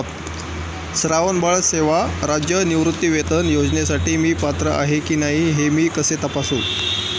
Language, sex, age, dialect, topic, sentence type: Marathi, male, 18-24, Standard Marathi, banking, question